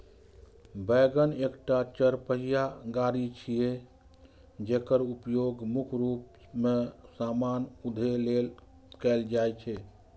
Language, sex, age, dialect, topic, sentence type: Maithili, male, 25-30, Eastern / Thethi, agriculture, statement